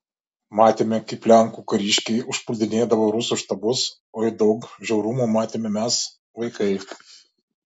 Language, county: Lithuanian, Šiauliai